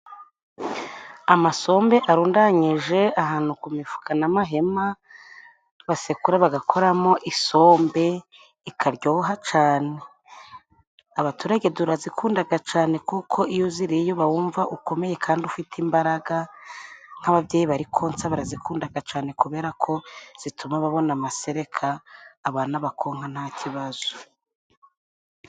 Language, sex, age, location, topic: Kinyarwanda, female, 25-35, Musanze, agriculture